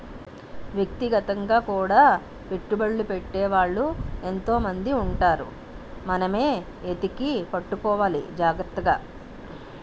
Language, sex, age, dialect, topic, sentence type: Telugu, female, 41-45, Utterandhra, banking, statement